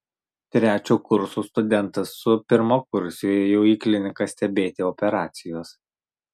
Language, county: Lithuanian, Marijampolė